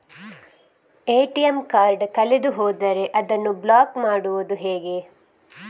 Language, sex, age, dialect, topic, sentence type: Kannada, female, 25-30, Coastal/Dakshin, banking, question